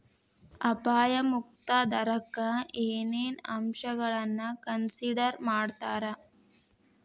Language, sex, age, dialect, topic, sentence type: Kannada, female, 18-24, Dharwad Kannada, banking, statement